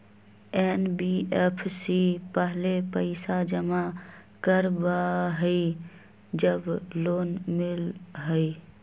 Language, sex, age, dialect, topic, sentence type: Magahi, female, 31-35, Western, banking, question